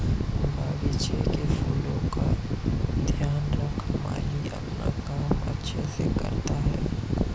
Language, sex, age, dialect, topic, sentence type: Hindi, male, 31-35, Marwari Dhudhari, agriculture, statement